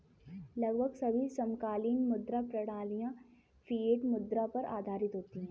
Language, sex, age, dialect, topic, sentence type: Hindi, female, 18-24, Kanauji Braj Bhasha, banking, statement